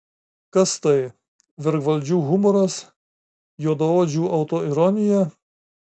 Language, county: Lithuanian, Marijampolė